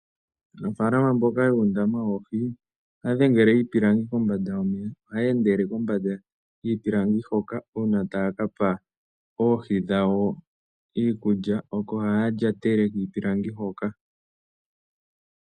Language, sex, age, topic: Oshiwambo, male, 18-24, agriculture